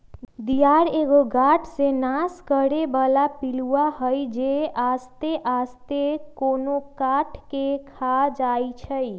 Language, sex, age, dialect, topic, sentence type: Magahi, female, 25-30, Western, agriculture, statement